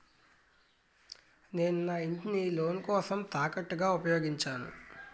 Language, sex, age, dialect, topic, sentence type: Telugu, male, 18-24, Utterandhra, banking, statement